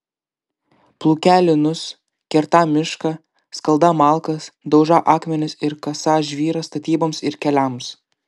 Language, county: Lithuanian, Klaipėda